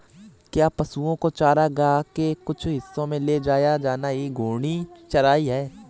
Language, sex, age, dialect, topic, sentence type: Hindi, male, 18-24, Awadhi Bundeli, agriculture, statement